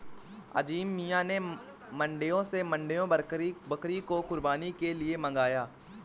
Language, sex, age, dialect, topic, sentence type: Hindi, male, 18-24, Awadhi Bundeli, agriculture, statement